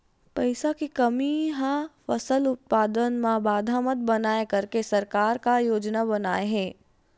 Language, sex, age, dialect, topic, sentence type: Chhattisgarhi, female, 18-24, Western/Budati/Khatahi, agriculture, question